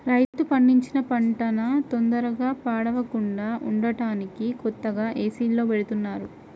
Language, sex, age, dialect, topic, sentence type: Telugu, female, 18-24, Central/Coastal, agriculture, statement